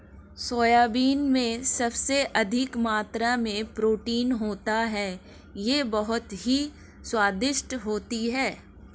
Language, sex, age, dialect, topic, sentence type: Hindi, female, 25-30, Marwari Dhudhari, agriculture, statement